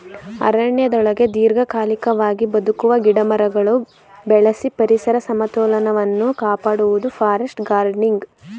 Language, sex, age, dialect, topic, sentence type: Kannada, female, 18-24, Mysore Kannada, agriculture, statement